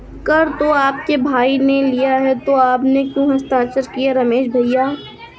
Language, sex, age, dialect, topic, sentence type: Hindi, female, 46-50, Awadhi Bundeli, banking, statement